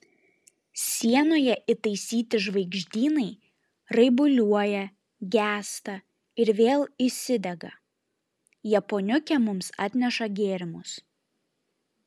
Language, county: Lithuanian, Šiauliai